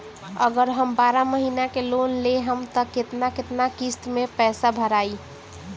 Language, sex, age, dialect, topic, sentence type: Bhojpuri, female, 18-24, Northern, banking, question